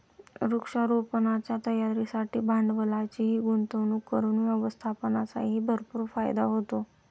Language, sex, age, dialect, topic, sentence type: Marathi, male, 25-30, Standard Marathi, agriculture, statement